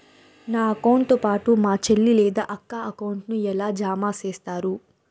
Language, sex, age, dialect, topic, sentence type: Telugu, female, 56-60, Southern, banking, question